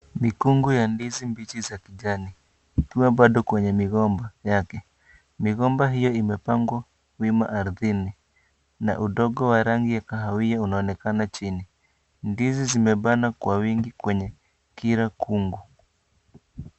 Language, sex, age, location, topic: Swahili, male, 25-35, Kisii, agriculture